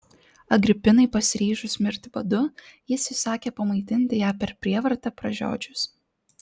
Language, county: Lithuanian, Klaipėda